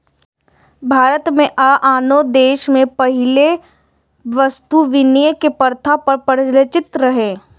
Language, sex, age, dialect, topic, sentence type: Maithili, female, 36-40, Eastern / Thethi, banking, statement